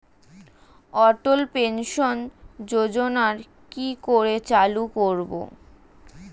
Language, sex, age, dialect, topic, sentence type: Bengali, female, 36-40, Standard Colloquial, banking, question